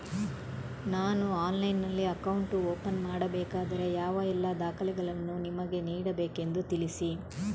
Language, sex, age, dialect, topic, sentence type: Kannada, female, 18-24, Coastal/Dakshin, banking, question